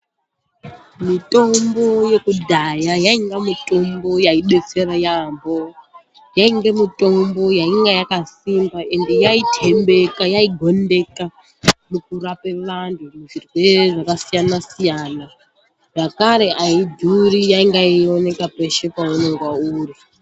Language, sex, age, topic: Ndau, female, 25-35, health